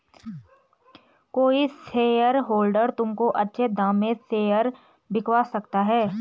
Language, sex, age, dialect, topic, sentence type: Hindi, female, 25-30, Garhwali, banking, statement